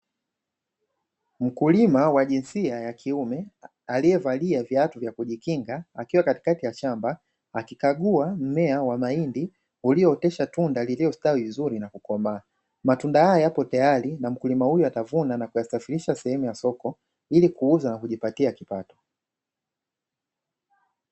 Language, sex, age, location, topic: Swahili, male, 18-24, Dar es Salaam, agriculture